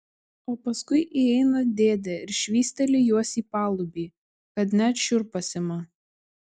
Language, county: Lithuanian, Kaunas